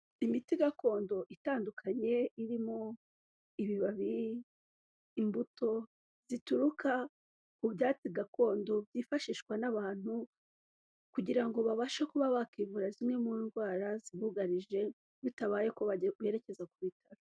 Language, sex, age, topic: Kinyarwanda, female, 18-24, health